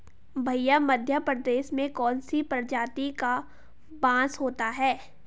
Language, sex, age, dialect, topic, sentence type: Hindi, female, 18-24, Garhwali, agriculture, statement